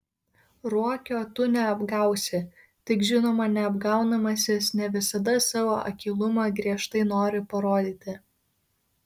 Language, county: Lithuanian, Kaunas